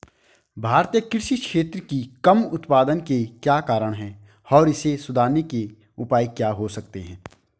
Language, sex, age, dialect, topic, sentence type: Hindi, male, 25-30, Hindustani Malvi Khadi Boli, agriculture, question